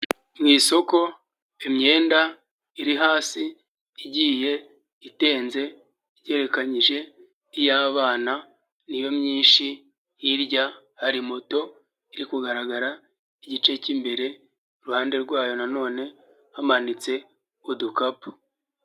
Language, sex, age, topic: Kinyarwanda, male, 25-35, finance